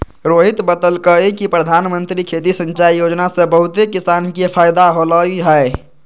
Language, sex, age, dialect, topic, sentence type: Magahi, male, 51-55, Western, agriculture, statement